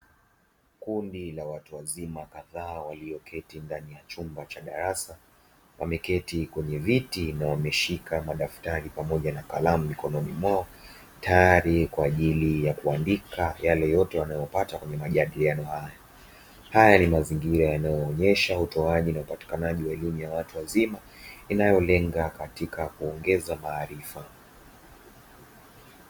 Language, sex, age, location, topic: Swahili, male, 25-35, Dar es Salaam, education